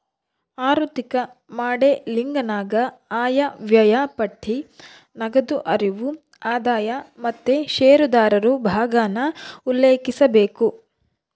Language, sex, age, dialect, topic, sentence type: Kannada, female, 31-35, Central, banking, statement